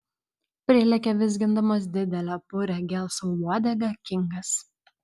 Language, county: Lithuanian, Vilnius